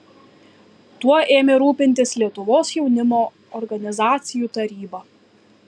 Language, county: Lithuanian, Kaunas